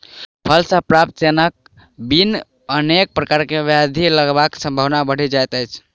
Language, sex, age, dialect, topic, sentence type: Maithili, male, 18-24, Southern/Standard, agriculture, statement